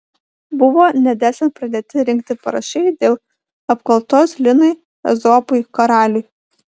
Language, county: Lithuanian, Panevėžys